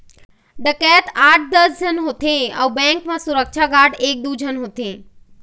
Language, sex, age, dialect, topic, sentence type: Chhattisgarhi, female, 25-30, Eastern, banking, statement